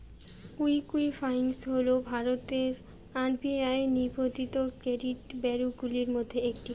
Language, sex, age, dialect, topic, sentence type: Bengali, female, 31-35, Rajbangshi, banking, question